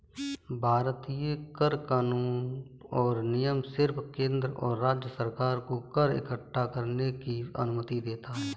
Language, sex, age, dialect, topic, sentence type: Hindi, female, 18-24, Kanauji Braj Bhasha, banking, statement